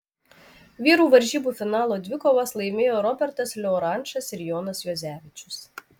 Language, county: Lithuanian, Vilnius